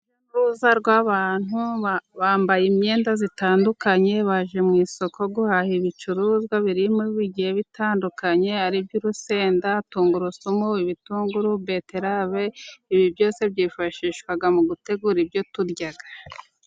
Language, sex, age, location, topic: Kinyarwanda, female, 36-49, Musanze, finance